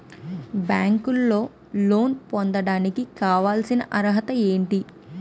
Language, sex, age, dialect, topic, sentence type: Telugu, female, 25-30, Utterandhra, agriculture, question